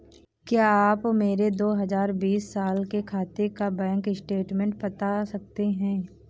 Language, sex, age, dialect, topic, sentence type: Hindi, female, 18-24, Awadhi Bundeli, banking, question